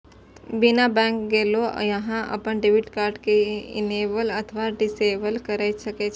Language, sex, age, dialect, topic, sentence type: Maithili, female, 18-24, Eastern / Thethi, banking, statement